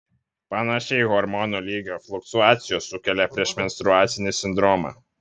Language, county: Lithuanian, Kaunas